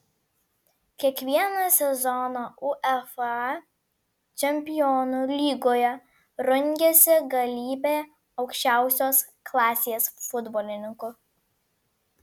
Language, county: Lithuanian, Vilnius